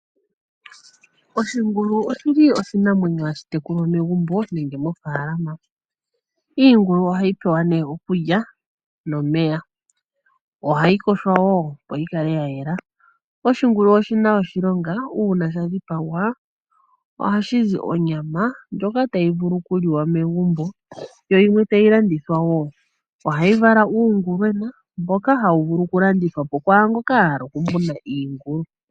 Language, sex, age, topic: Oshiwambo, female, 25-35, agriculture